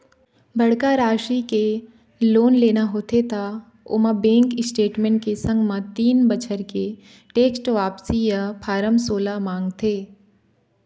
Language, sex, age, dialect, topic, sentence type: Chhattisgarhi, female, 25-30, Eastern, banking, statement